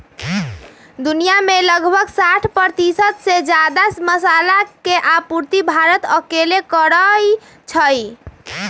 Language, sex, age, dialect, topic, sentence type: Magahi, female, 31-35, Western, agriculture, statement